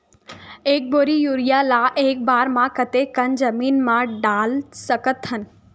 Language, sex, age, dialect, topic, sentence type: Chhattisgarhi, female, 18-24, Western/Budati/Khatahi, agriculture, question